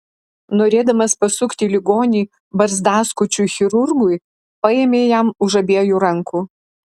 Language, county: Lithuanian, Alytus